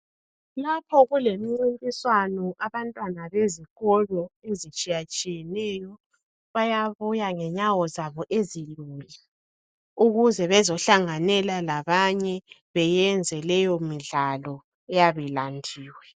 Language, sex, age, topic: North Ndebele, female, 25-35, education